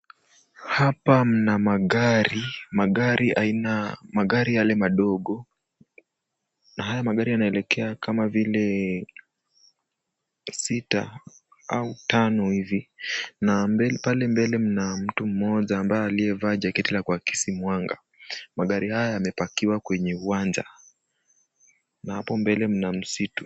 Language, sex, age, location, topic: Swahili, male, 18-24, Kisumu, finance